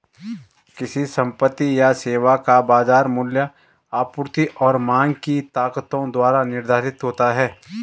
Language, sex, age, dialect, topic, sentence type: Hindi, male, 36-40, Garhwali, agriculture, statement